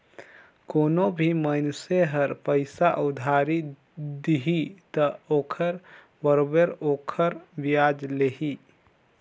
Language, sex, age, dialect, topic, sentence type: Chhattisgarhi, male, 56-60, Northern/Bhandar, banking, statement